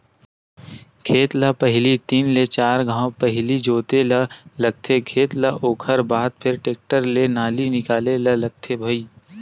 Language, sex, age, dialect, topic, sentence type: Chhattisgarhi, male, 18-24, Western/Budati/Khatahi, banking, statement